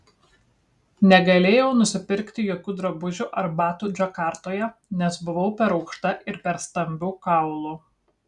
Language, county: Lithuanian, Kaunas